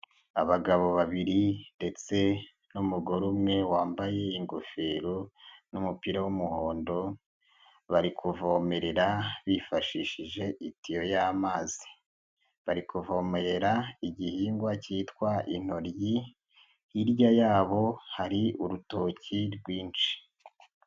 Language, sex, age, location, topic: Kinyarwanda, male, 25-35, Nyagatare, agriculture